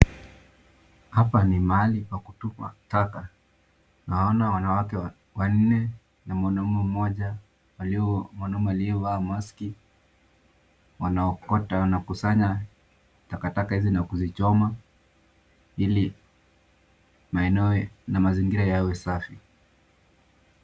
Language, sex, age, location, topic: Swahili, male, 18-24, Nakuru, health